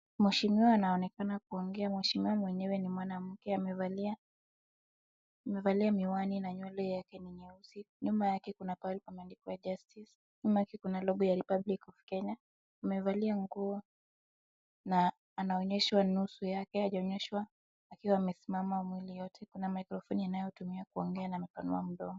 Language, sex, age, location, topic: Swahili, female, 18-24, Wajir, government